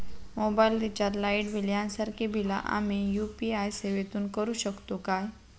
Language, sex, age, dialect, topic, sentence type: Marathi, female, 56-60, Southern Konkan, banking, question